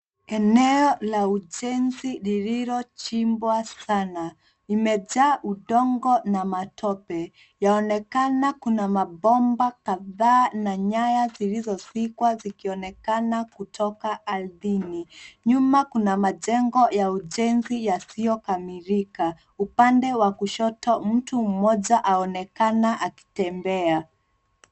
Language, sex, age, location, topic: Swahili, female, 25-35, Nairobi, government